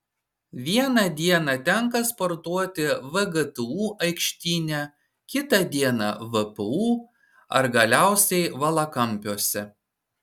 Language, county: Lithuanian, Šiauliai